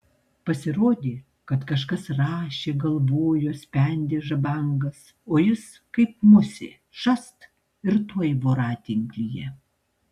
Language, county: Lithuanian, Tauragė